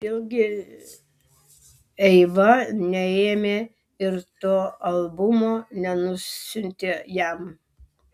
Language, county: Lithuanian, Vilnius